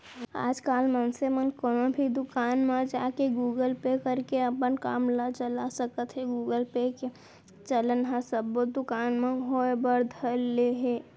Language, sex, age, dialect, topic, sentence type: Chhattisgarhi, female, 18-24, Central, banking, statement